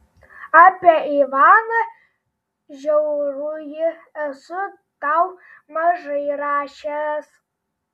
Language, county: Lithuanian, Telšiai